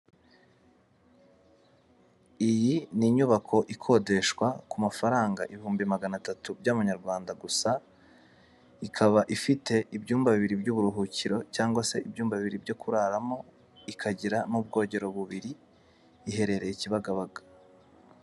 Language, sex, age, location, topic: Kinyarwanda, male, 18-24, Kigali, finance